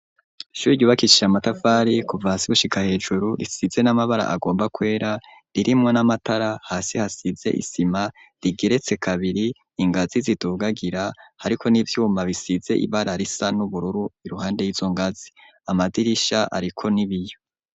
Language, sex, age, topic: Rundi, male, 25-35, education